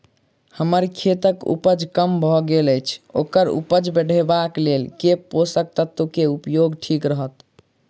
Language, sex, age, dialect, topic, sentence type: Maithili, male, 46-50, Southern/Standard, agriculture, question